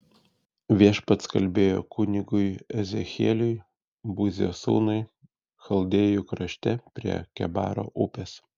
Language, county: Lithuanian, Šiauliai